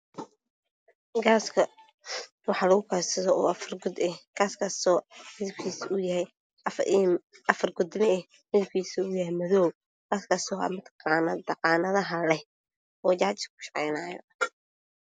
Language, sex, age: Somali, female, 18-24